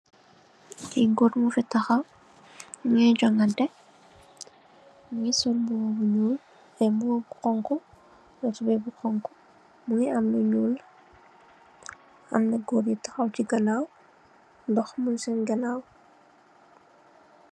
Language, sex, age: Wolof, female, 18-24